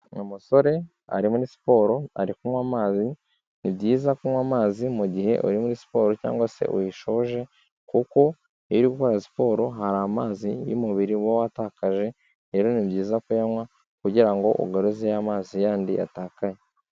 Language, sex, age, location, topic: Kinyarwanda, male, 18-24, Kigali, health